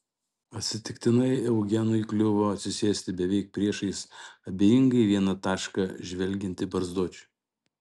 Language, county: Lithuanian, Šiauliai